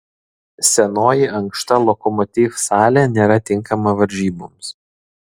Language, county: Lithuanian, Vilnius